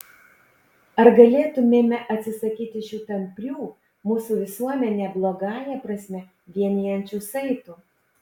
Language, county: Lithuanian, Panevėžys